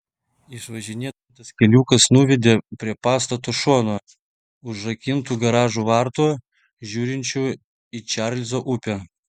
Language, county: Lithuanian, Vilnius